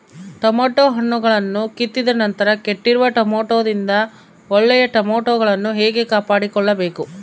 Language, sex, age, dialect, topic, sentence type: Kannada, female, 25-30, Central, agriculture, question